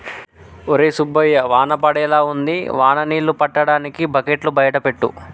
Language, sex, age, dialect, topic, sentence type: Telugu, male, 18-24, Telangana, agriculture, statement